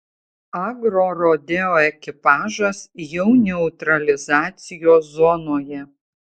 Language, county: Lithuanian, Utena